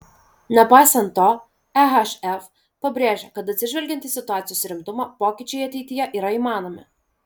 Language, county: Lithuanian, Vilnius